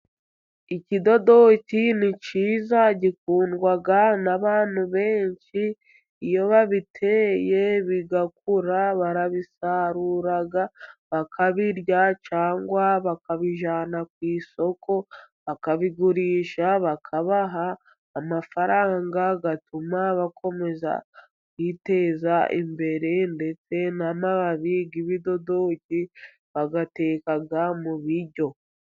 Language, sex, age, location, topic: Kinyarwanda, female, 50+, Musanze, agriculture